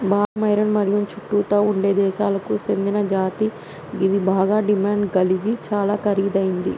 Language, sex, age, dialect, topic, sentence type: Telugu, female, 25-30, Telangana, agriculture, statement